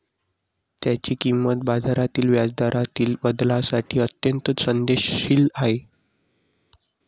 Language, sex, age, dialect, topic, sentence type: Marathi, male, 18-24, Varhadi, banking, statement